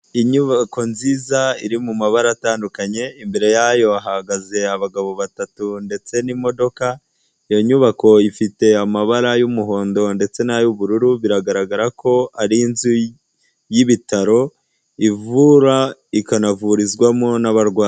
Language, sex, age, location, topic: Kinyarwanda, female, 18-24, Huye, health